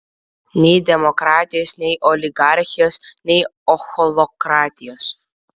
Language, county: Lithuanian, Vilnius